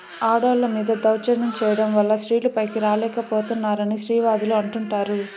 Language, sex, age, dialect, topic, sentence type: Telugu, male, 18-24, Southern, banking, statement